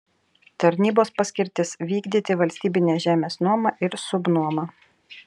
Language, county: Lithuanian, Telšiai